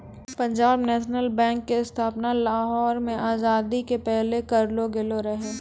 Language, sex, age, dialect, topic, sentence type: Maithili, female, 18-24, Angika, banking, statement